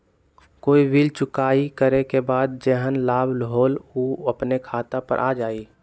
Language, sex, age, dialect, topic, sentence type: Magahi, male, 18-24, Western, banking, question